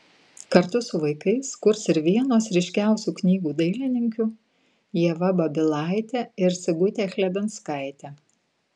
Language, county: Lithuanian, Vilnius